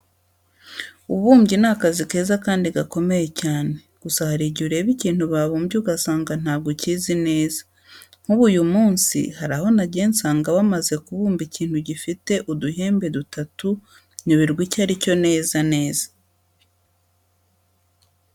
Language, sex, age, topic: Kinyarwanda, female, 36-49, education